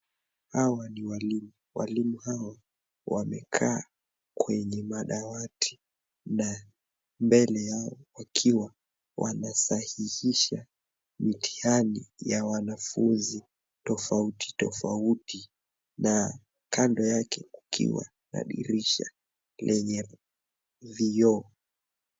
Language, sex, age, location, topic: Swahili, male, 18-24, Nairobi, education